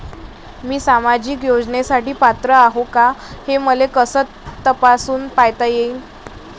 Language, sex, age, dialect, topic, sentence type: Marathi, female, 25-30, Varhadi, banking, question